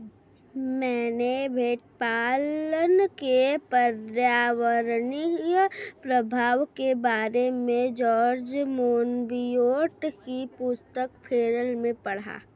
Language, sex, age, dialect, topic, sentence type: Hindi, female, 25-30, Marwari Dhudhari, agriculture, statement